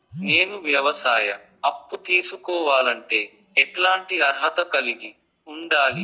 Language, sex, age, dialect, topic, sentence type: Telugu, male, 18-24, Southern, banking, question